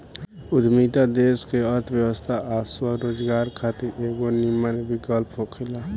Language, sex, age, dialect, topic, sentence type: Bhojpuri, male, 18-24, Southern / Standard, banking, statement